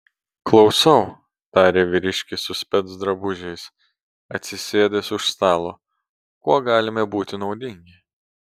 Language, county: Lithuanian, Telšiai